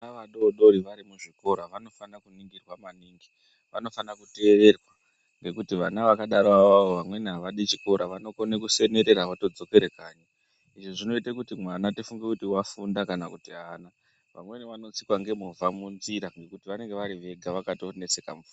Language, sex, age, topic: Ndau, female, 36-49, education